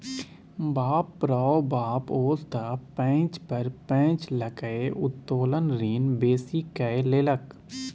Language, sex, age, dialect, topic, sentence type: Maithili, male, 18-24, Bajjika, banking, statement